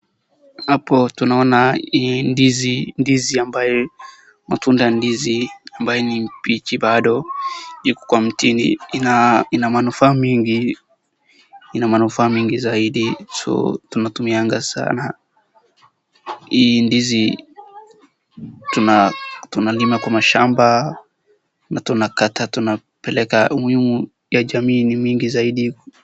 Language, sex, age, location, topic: Swahili, male, 18-24, Wajir, agriculture